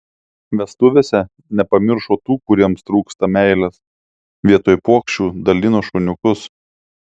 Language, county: Lithuanian, Klaipėda